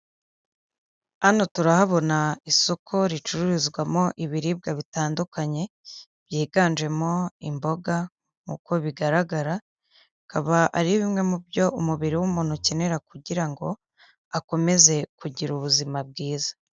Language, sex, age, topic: Kinyarwanda, female, 50+, finance